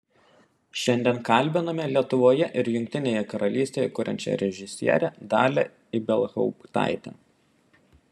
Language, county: Lithuanian, Panevėžys